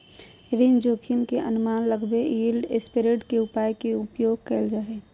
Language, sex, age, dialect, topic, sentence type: Magahi, female, 31-35, Southern, banking, statement